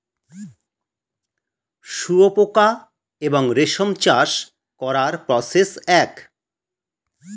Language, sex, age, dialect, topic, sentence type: Bengali, male, 51-55, Standard Colloquial, agriculture, statement